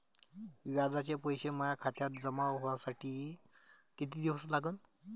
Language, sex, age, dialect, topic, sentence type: Marathi, male, 25-30, Varhadi, banking, question